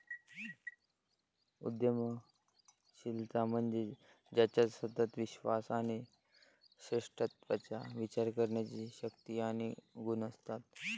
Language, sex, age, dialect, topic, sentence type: Marathi, male, 18-24, Varhadi, banking, statement